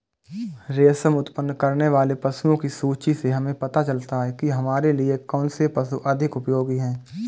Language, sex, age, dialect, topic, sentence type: Hindi, male, 25-30, Awadhi Bundeli, agriculture, statement